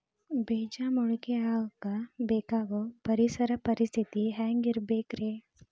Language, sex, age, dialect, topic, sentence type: Kannada, female, 18-24, Dharwad Kannada, agriculture, question